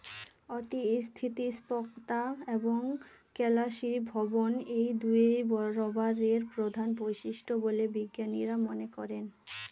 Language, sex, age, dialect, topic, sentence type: Bengali, female, 18-24, Northern/Varendri, agriculture, statement